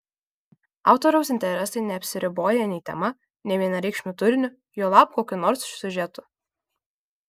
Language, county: Lithuanian, Kaunas